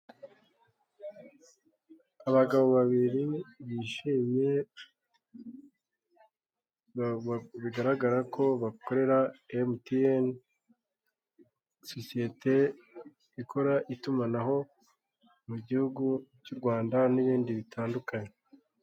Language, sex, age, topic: Kinyarwanda, male, 25-35, finance